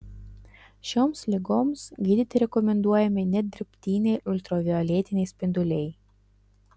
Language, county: Lithuanian, Utena